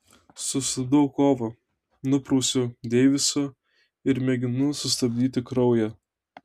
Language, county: Lithuanian, Telšiai